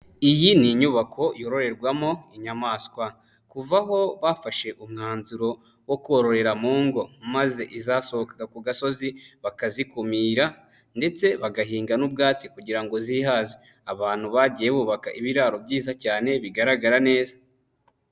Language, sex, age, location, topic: Kinyarwanda, male, 25-35, Nyagatare, agriculture